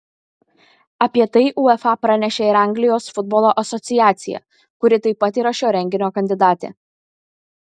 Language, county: Lithuanian, Kaunas